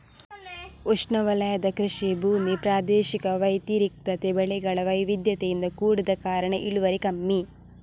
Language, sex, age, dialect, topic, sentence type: Kannada, female, 18-24, Coastal/Dakshin, agriculture, statement